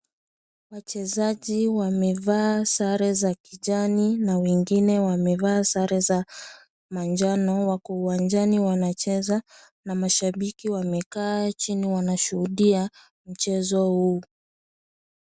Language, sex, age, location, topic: Swahili, female, 25-35, Kisii, government